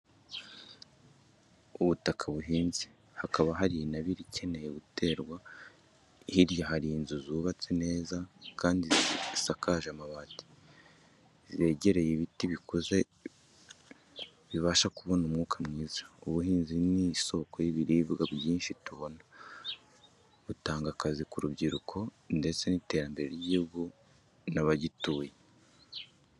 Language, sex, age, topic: Kinyarwanda, male, 25-35, education